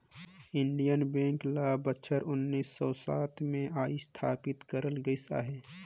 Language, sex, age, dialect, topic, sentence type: Chhattisgarhi, male, 25-30, Northern/Bhandar, banking, statement